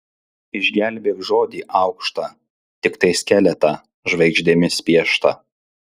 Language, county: Lithuanian, Alytus